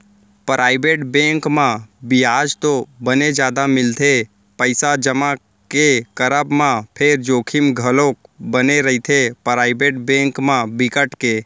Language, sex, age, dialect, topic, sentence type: Chhattisgarhi, male, 18-24, Central, banking, statement